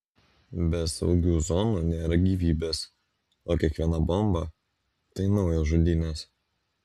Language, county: Lithuanian, Kaunas